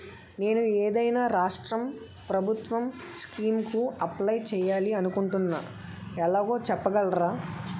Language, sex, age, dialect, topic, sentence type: Telugu, male, 25-30, Utterandhra, banking, question